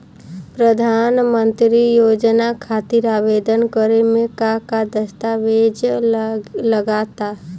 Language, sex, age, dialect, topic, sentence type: Bhojpuri, female, 25-30, Southern / Standard, banking, question